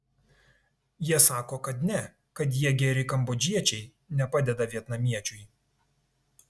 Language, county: Lithuanian, Tauragė